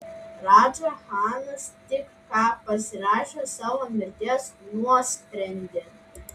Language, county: Lithuanian, Vilnius